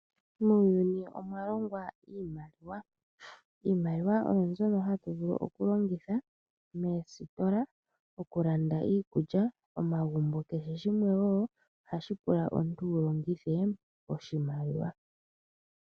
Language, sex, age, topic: Oshiwambo, male, 25-35, finance